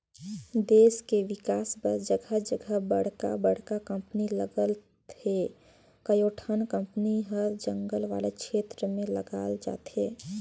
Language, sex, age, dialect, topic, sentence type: Chhattisgarhi, female, 18-24, Northern/Bhandar, agriculture, statement